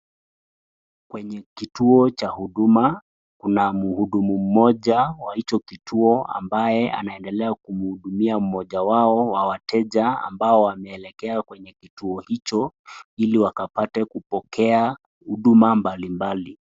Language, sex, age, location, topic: Swahili, male, 25-35, Nakuru, government